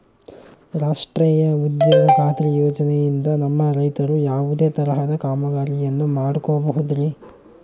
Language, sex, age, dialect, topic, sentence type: Kannada, male, 41-45, Central, agriculture, question